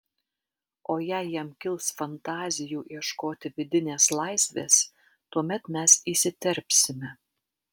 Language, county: Lithuanian, Alytus